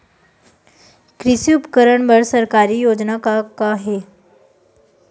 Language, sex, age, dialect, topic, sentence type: Chhattisgarhi, female, 18-24, Western/Budati/Khatahi, agriculture, question